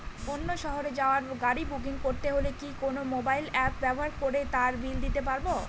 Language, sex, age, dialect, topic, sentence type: Bengali, female, 18-24, Northern/Varendri, banking, question